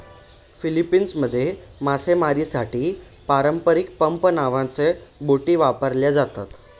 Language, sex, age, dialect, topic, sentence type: Marathi, male, 18-24, Northern Konkan, agriculture, statement